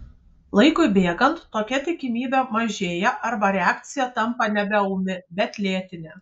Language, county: Lithuanian, Kaunas